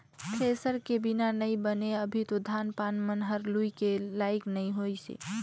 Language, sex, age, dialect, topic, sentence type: Chhattisgarhi, female, 18-24, Northern/Bhandar, banking, statement